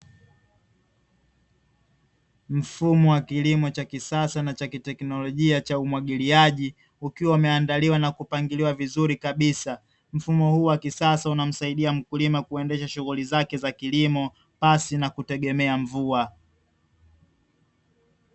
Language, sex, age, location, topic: Swahili, male, 18-24, Dar es Salaam, agriculture